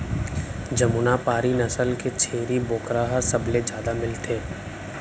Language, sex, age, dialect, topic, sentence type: Chhattisgarhi, male, 18-24, Central, agriculture, statement